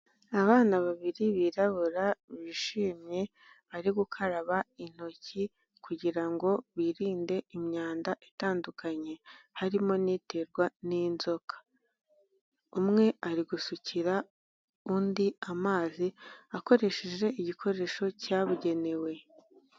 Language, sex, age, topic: Kinyarwanda, female, 18-24, health